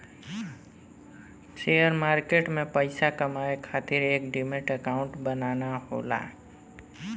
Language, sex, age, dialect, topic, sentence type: Bhojpuri, male, 18-24, Western, banking, statement